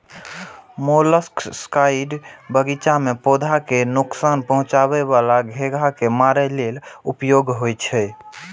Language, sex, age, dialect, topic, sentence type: Maithili, male, 18-24, Eastern / Thethi, agriculture, statement